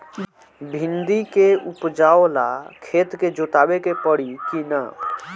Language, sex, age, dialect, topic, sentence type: Bhojpuri, male, <18, Northern, agriculture, question